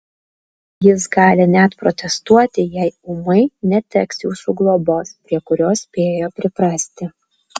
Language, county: Lithuanian, Alytus